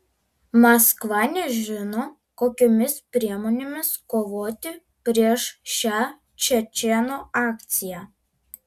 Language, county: Lithuanian, Alytus